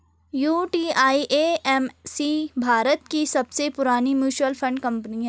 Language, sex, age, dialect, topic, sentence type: Hindi, female, 31-35, Garhwali, banking, statement